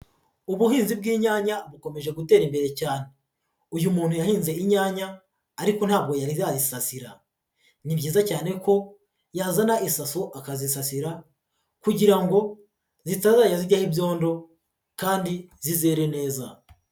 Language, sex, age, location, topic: Kinyarwanda, male, 36-49, Huye, agriculture